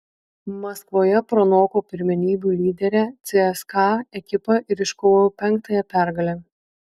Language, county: Lithuanian, Marijampolė